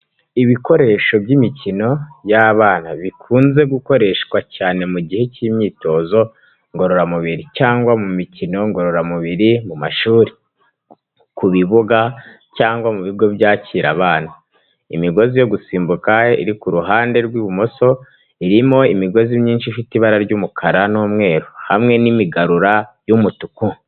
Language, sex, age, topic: Kinyarwanda, male, 18-24, education